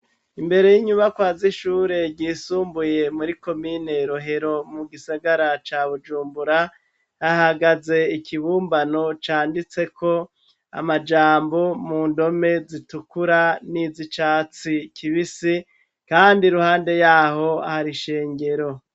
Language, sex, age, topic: Rundi, male, 36-49, education